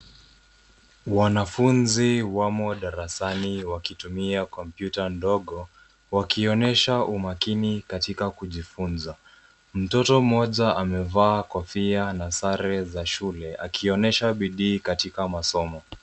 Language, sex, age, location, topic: Swahili, female, 18-24, Nairobi, education